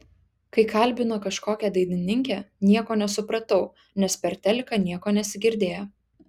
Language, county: Lithuanian, Klaipėda